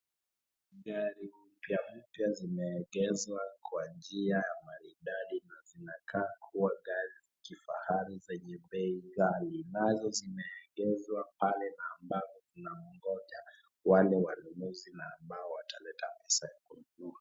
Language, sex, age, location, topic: Swahili, male, 25-35, Wajir, finance